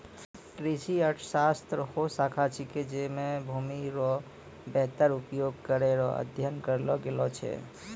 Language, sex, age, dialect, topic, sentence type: Maithili, male, 25-30, Angika, agriculture, statement